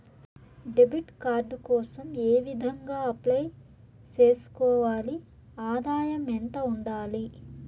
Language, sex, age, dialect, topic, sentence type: Telugu, male, 36-40, Southern, banking, question